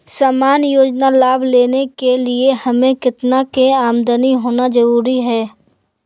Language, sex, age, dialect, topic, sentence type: Magahi, female, 18-24, Southern, banking, question